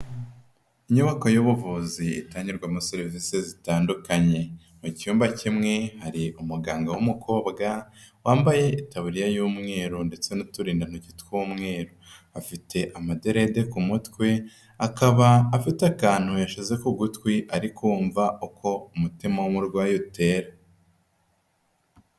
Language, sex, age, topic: Kinyarwanda, female, 18-24, health